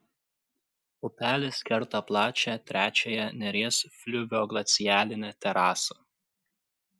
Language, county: Lithuanian, Kaunas